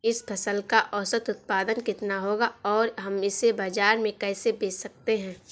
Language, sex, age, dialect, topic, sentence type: Hindi, female, 18-24, Awadhi Bundeli, agriculture, question